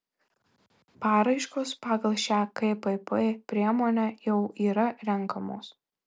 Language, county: Lithuanian, Marijampolė